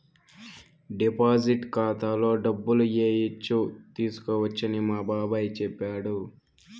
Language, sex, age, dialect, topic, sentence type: Telugu, male, 18-24, Southern, banking, statement